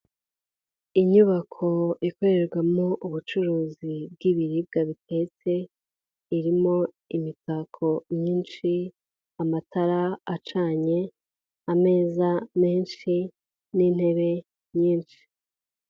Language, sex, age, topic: Kinyarwanda, female, 18-24, finance